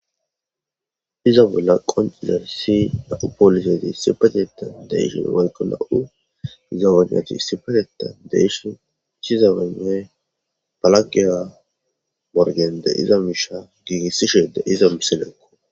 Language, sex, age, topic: Gamo, male, 18-24, government